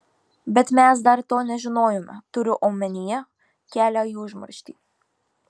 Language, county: Lithuanian, Marijampolė